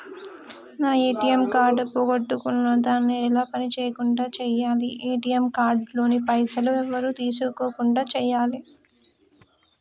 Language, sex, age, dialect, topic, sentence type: Telugu, female, 18-24, Telangana, banking, question